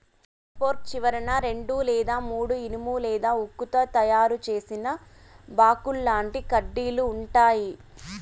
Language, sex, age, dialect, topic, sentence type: Telugu, female, 18-24, Southern, agriculture, statement